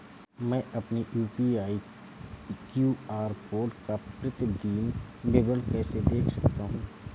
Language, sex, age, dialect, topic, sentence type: Hindi, male, 25-30, Awadhi Bundeli, banking, question